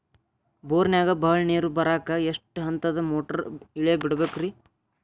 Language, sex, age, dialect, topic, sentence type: Kannada, male, 18-24, Dharwad Kannada, agriculture, question